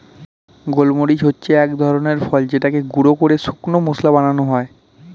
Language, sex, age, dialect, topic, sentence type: Bengali, male, 18-24, Standard Colloquial, agriculture, statement